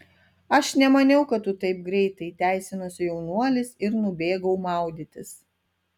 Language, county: Lithuanian, Telšiai